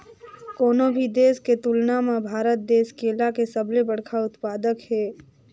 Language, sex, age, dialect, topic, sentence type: Chhattisgarhi, female, 41-45, Northern/Bhandar, agriculture, statement